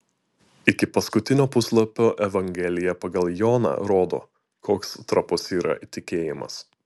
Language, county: Lithuanian, Utena